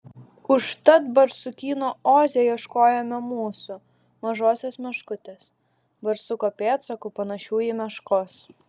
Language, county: Lithuanian, Šiauliai